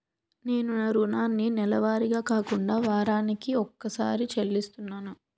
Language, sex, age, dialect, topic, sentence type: Telugu, female, 18-24, Utterandhra, banking, statement